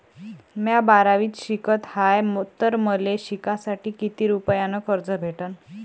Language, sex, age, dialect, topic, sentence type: Marathi, female, 18-24, Varhadi, banking, question